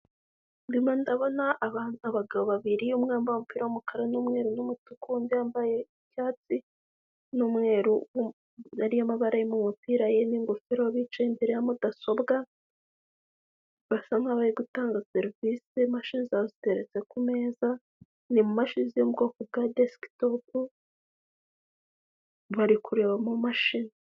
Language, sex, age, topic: Kinyarwanda, female, 18-24, government